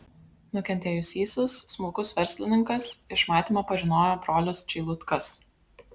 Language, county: Lithuanian, Vilnius